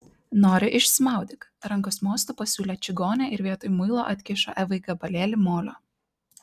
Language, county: Lithuanian, Klaipėda